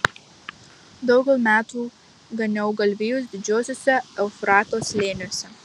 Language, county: Lithuanian, Marijampolė